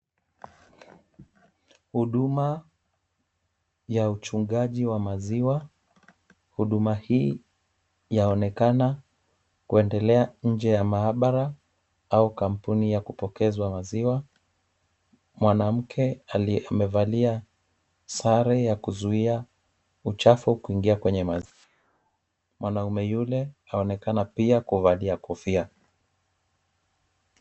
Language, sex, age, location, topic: Swahili, male, 25-35, Kisumu, agriculture